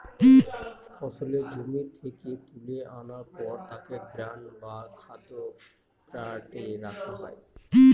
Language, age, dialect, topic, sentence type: Bengali, 60-100, Northern/Varendri, agriculture, statement